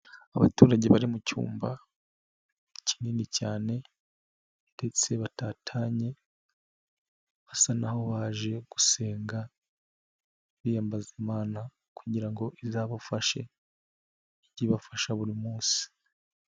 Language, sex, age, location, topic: Kinyarwanda, male, 25-35, Nyagatare, finance